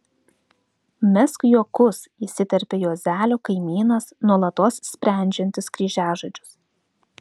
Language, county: Lithuanian, Klaipėda